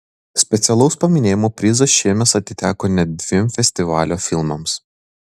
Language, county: Lithuanian, Vilnius